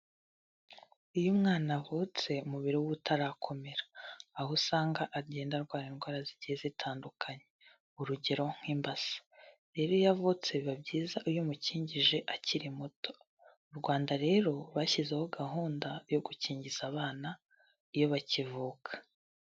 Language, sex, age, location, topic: Kinyarwanda, female, 18-24, Kigali, health